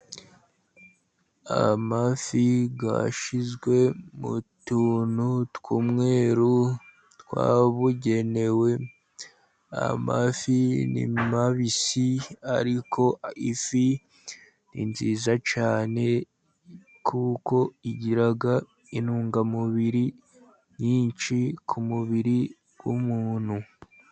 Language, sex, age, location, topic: Kinyarwanda, male, 50+, Musanze, agriculture